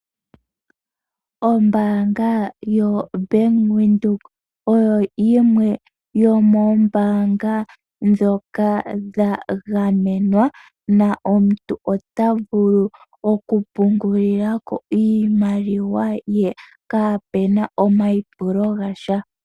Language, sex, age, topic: Oshiwambo, female, 18-24, finance